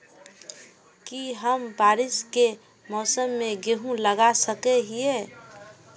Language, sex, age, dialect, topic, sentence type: Magahi, female, 25-30, Northeastern/Surjapuri, agriculture, question